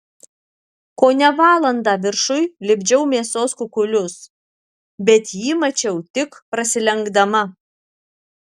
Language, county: Lithuanian, Alytus